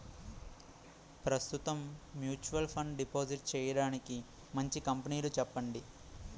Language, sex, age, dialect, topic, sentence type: Telugu, male, 18-24, Utterandhra, banking, question